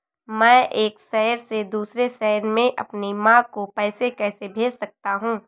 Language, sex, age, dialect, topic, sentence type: Hindi, female, 18-24, Awadhi Bundeli, banking, question